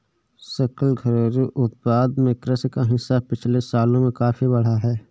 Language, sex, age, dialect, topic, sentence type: Hindi, male, 18-24, Awadhi Bundeli, agriculture, statement